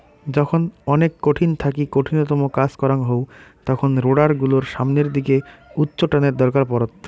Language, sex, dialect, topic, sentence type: Bengali, male, Rajbangshi, agriculture, statement